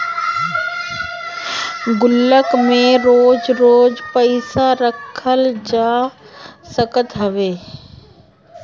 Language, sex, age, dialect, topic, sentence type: Bhojpuri, female, 31-35, Northern, banking, statement